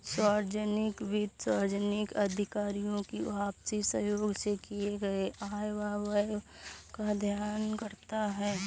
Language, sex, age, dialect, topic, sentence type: Hindi, female, 18-24, Awadhi Bundeli, banking, statement